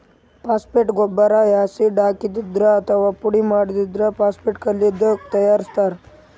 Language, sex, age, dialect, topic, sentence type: Kannada, male, 18-24, Northeastern, agriculture, statement